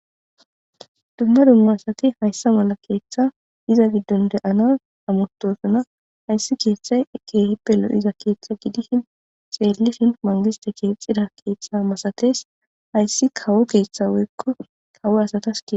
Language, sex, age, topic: Gamo, female, 18-24, government